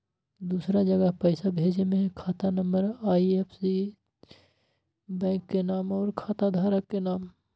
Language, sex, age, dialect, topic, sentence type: Magahi, male, 41-45, Western, banking, question